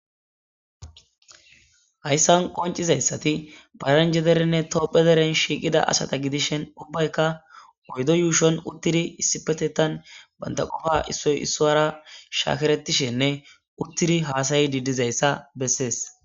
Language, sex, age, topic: Gamo, male, 18-24, government